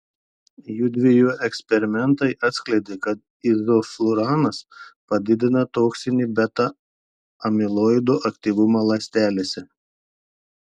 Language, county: Lithuanian, Telšiai